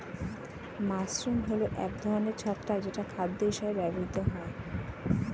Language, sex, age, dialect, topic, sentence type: Bengali, female, 36-40, Standard Colloquial, agriculture, statement